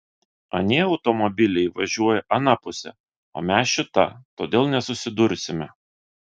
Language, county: Lithuanian, Vilnius